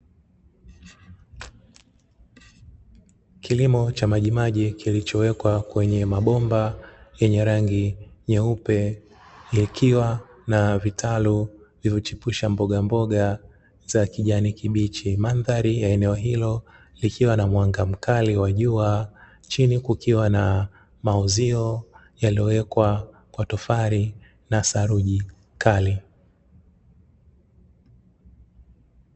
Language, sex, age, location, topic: Swahili, male, 25-35, Dar es Salaam, agriculture